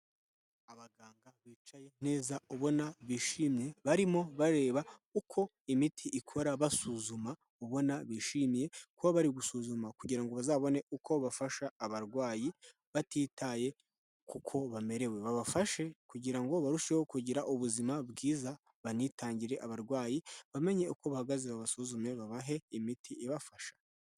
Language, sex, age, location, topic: Kinyarwanda, male, 18-24, Kigali, health